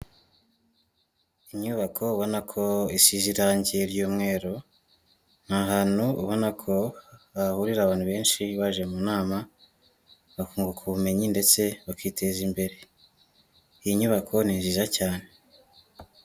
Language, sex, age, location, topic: Kinyarwanda, male, 18-24, Huye, education